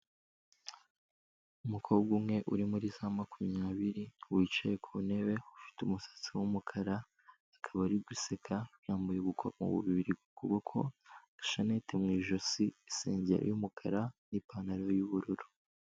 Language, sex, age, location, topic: Kinyarwanda, male, 18-24, Kigali, health